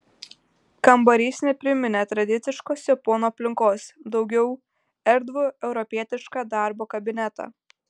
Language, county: Lithuanian, Panevėžys